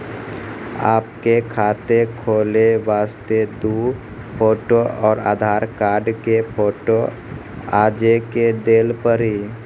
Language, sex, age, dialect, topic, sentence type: Maithili, male, 51-55, Angika, banking, question